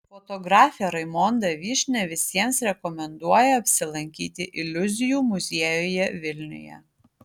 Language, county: Lithuanian, Utena